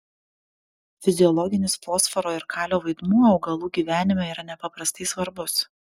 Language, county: Lithuanian, Panevėžys